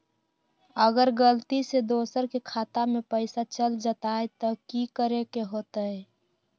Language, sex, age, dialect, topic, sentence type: Magahi, female, 18-24, Western, banking, question